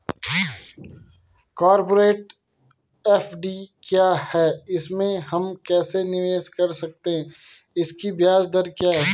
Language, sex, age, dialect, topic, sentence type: Hindi, male, 18-24, Garhwali, banking, question